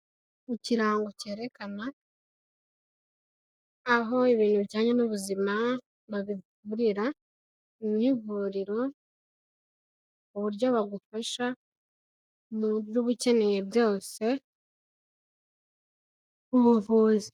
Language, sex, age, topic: Kinyarwanda, female, 18-24, health